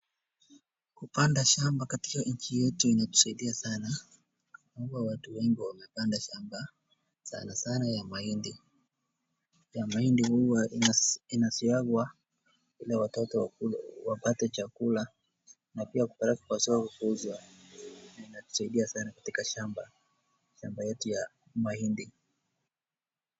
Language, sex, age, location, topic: Swahili, male, 36-49, Wajir, agriculture